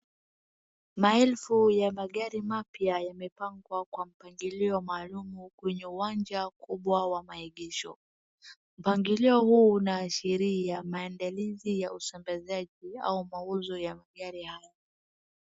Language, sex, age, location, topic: Swahili, female, 18-24, Wajir, finance